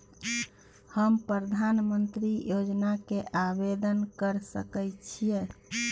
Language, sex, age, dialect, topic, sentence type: Maithili, female, 41-45, Bajjika, banking, question